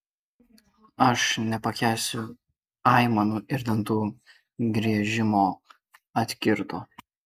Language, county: Lithuanian, Kaunas